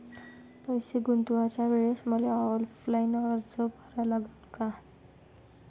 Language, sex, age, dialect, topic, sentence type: Marathi, female, 56-60, Varhadi, banking, question